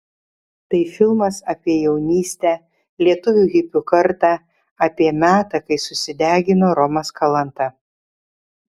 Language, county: Lithuanian, Vilnius